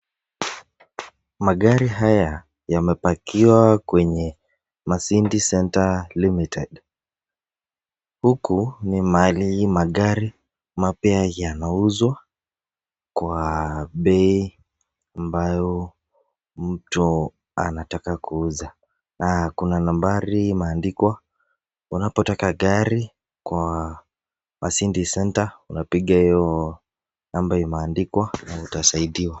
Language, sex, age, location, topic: Swahili, male, 18-24, Nakuru, finance